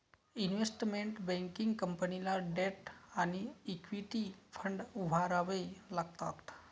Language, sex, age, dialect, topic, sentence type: Marathi, male, 31-35, Varhadi, banking, statement